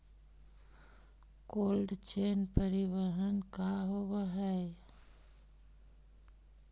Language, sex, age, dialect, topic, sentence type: Magahi, female, 18-24, Central/Standard, agriculture, question